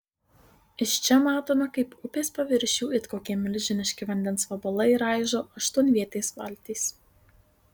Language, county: Lithuanian, Marijampolė